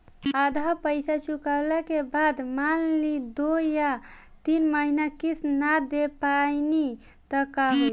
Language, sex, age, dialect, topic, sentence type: Bhojpuri, female, 25-30, Southern / Standard, banking, question